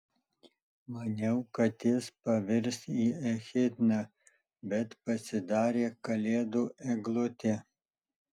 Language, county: Lithuanian, Alytus